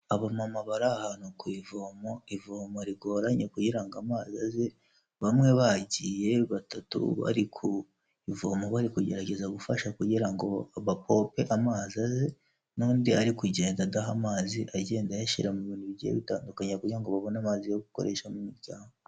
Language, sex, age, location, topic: Kinyarwanda, male, 18-24, Kigali, health